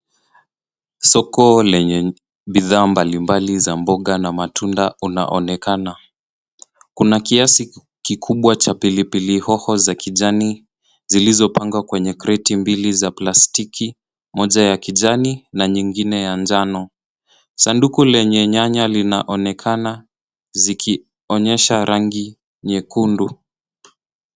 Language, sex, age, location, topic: Swahili, male, 18-24, Nairobi, finance